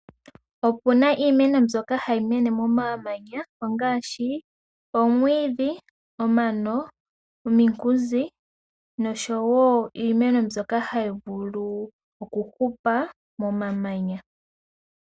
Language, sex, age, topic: Oshiwambo, female, 18-24, agriculture